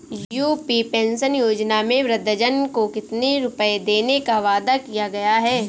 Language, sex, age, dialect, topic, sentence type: Hindi, female, 25-30, Awadhi Bundeli, banking, question